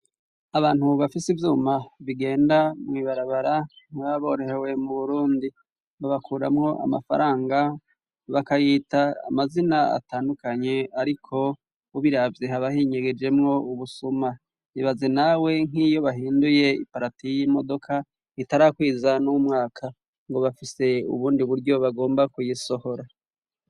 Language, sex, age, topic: Rundi, male, 36-49, education